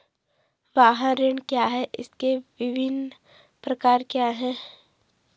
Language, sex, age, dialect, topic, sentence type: Hindi, female, 18-24, Garhwali, banking, question